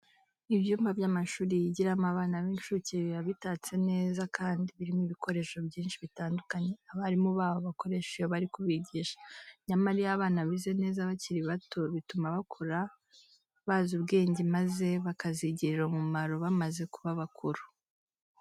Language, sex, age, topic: Kinyarwanda, female, 25-35, education